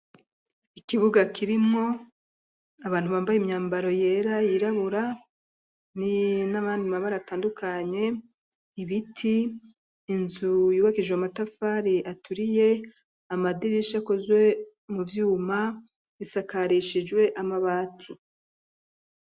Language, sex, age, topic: Rundi, female, 36-49, education